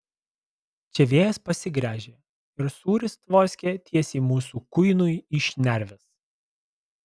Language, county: Lithuanian, Alytus